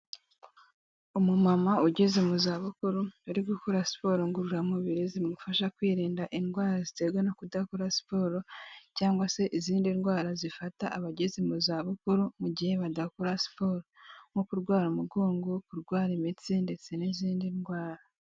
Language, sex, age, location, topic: Kinyarwanda, female, 18-24, Kigali, health